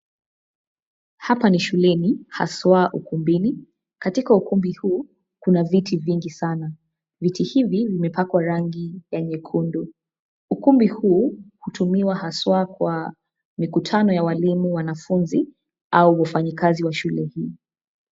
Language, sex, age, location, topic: Swahili, female, 25-35, Nairobi, education